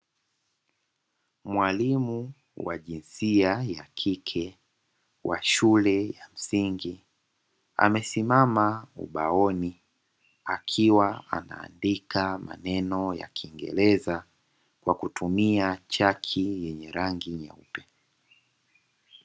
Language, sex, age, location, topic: Swahili, female, 25-35, Dar es Salaam, education